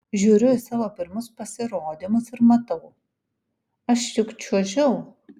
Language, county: Lithuanian, Kaunas